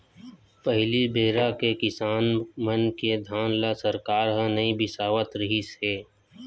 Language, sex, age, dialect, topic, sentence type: Chhattisgarhi, male, 25-30, Western/Budati/Khatahi, agriculture, statement